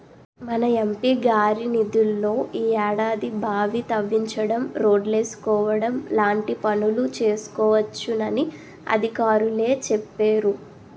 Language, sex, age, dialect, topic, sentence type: Telugu, female, 18-24, Utterandhra, banking, statement